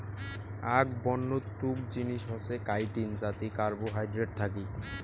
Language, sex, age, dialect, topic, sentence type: Bengali, male, 18-24, Rajbangshi, agriculture, statement